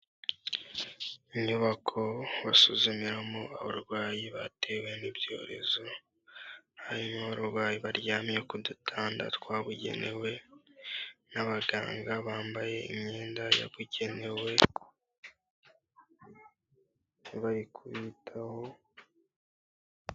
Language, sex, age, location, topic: Kinyarwanda, male, 18-24, Kigali, health